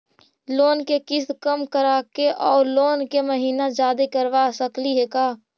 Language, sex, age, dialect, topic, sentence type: Magahi, female, 60-100, Central/Standard, banking, question